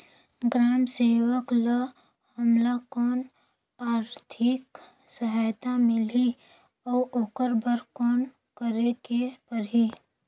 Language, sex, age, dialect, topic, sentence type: Chhattisgarhi, female, 18-24, Northern/Bhandar, agriculture, question